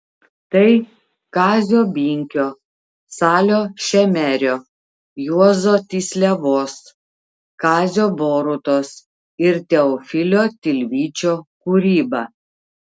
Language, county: Lithuanian, Telšiai